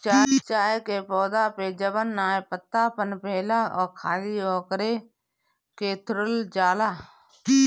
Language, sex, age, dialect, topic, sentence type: Bhojpuri, female, 25-30, Northern, agriculture, statement